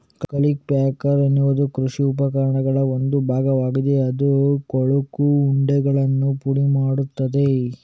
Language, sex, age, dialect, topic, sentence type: Kannada, male, 36-40, Coastal/Dakshin, agriculture, statement